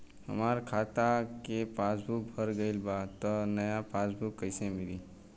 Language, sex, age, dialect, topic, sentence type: Bhojpuri, male, 18-24, Southern / Standard, banking, question